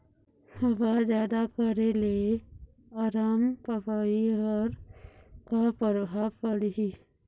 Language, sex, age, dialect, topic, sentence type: Chhattisgarhi, female, 51-55, Eastern, agriculture, question